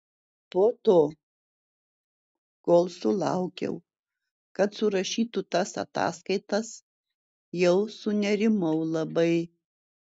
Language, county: Lithuanian, Vilnius